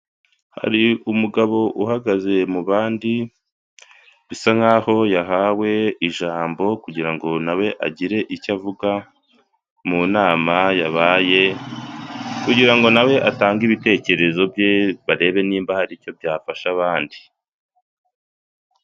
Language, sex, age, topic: Kinyarwanda, male, 25-35, government